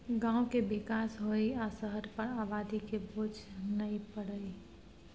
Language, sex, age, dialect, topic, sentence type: Maithili, female, 25-30, Bajjika, agriculture, statement